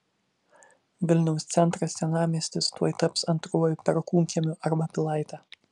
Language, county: Lithuanian, Vilnius